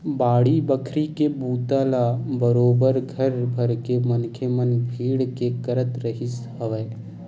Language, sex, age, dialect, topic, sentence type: Chhattisgarhi, male, 18-24, Western/Budati/Khatahi, banking, statement